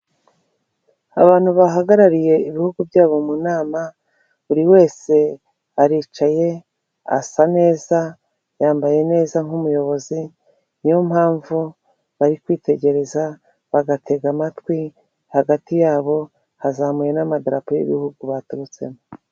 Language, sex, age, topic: Kinyarwanda, female, 36-49, government